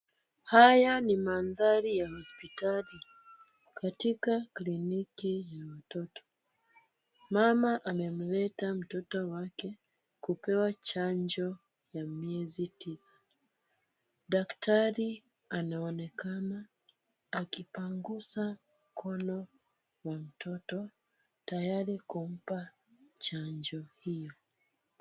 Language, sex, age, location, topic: Swahili, female, 25-35, Kisumu, health